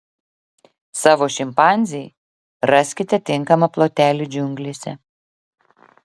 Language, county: Lithuanian, Klaipėda